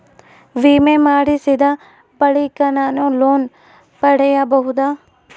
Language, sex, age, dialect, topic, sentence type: Kannada, female, 25-30, Central, banking, question